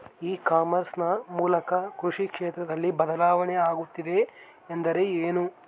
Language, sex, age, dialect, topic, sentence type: Kannada, male, 18-24, Central, agriculture, question